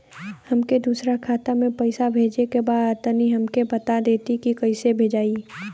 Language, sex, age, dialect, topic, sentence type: Bhojpuri, female, 18-24, Western, banking, question